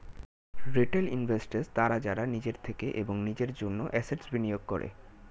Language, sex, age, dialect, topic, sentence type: Bengali, male, 18-24, Standard Colloquial, banking, statement